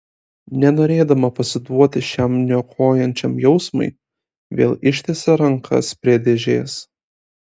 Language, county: Lithuanian, Kaunas